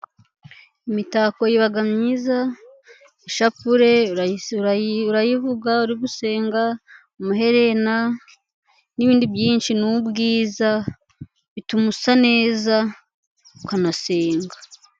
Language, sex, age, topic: Kinyarwanda, female, 25-35, finance